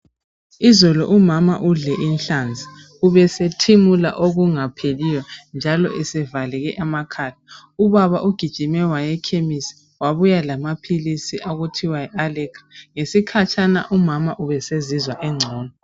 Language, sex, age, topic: North Ndebele, female, 25-35, health